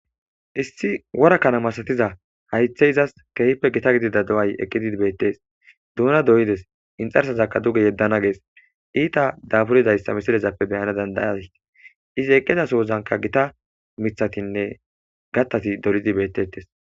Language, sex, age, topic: Gamo, male, 18-24, agriculture